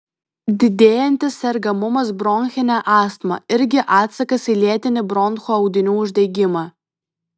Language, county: Lithuanian, Vilnius